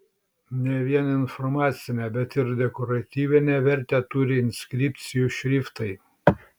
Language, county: Lithuanian, Šiauliai